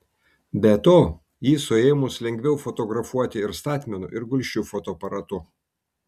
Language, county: Lithuanian, Kaunas